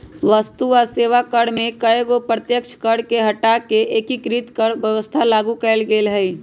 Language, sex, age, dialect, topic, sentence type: Magahi, female, 25-30, Western, banking, statement